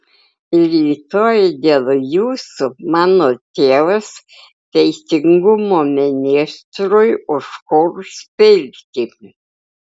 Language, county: Lithuanian, Klaipėda